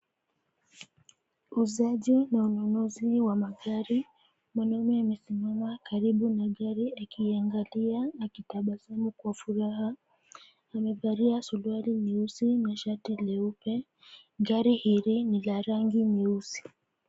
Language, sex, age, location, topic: Swahili, female, 25-35, Nairobi, finance